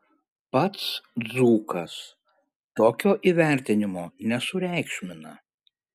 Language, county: Lithuanian, Šiauliai